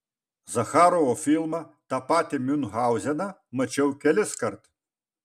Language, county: Lithuanian, Vilnius